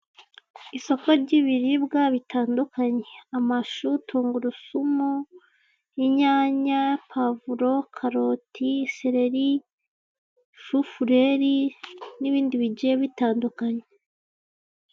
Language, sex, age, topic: Kinyarwanda, female, 18-24, finance